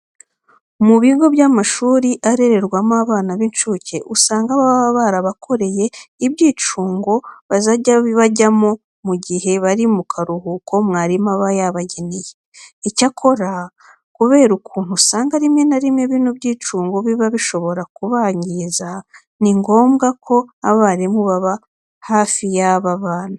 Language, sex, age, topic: Kinyarwanda, female, 36-49, education